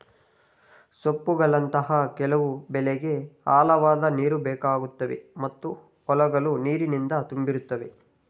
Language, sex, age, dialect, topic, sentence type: Kannada, male, 60-100, Mysore Kannada, agriculture, statement